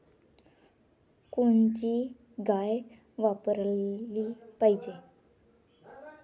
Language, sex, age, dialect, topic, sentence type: Marathi, female, 25-30, Varhadi, agriculture, question